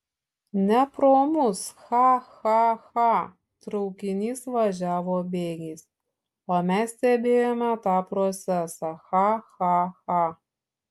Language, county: Lithuanian, Šiauliai